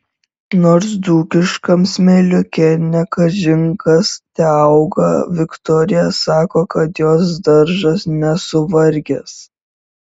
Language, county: Lithuanian, Šiauliai